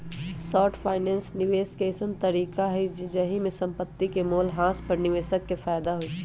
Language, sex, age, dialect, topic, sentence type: Magahi, male, 18-24, Western, banking, statement